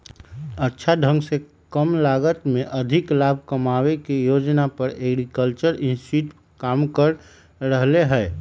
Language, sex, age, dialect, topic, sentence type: Magahi, male, 51-55, Western, agriculture, statement